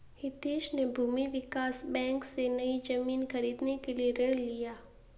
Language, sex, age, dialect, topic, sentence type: Hindi, female, 18-24, Marwari Dhudhari, banking, statement